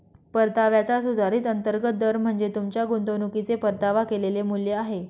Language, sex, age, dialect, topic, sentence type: Marathi, female, 25-30, Northern Konkan, banking, statement